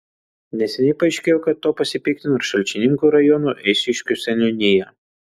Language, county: Lithuanian, Kaunas